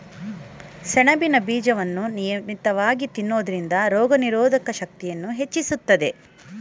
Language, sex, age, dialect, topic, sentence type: Kannada, female, 41-45, Mysore Kannada, agriculture, statement